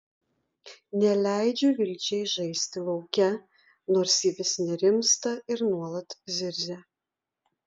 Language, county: Lithuanian, Utena